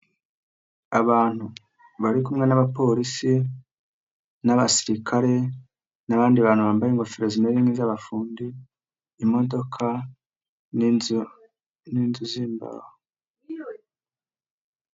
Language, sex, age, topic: Kinyarwanda, female, 50+, government